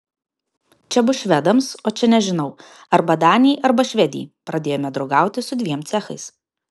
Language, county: Lithuanian, Vilnius